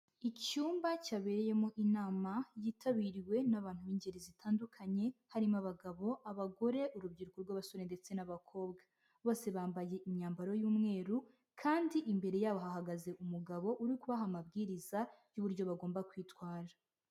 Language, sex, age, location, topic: Kinyarwanda, male, 18-24, Huye, education